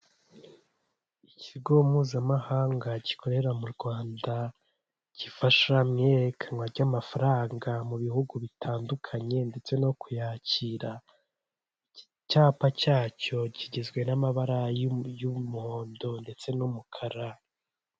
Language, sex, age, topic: Kinyarwanda, male, 18-24, finance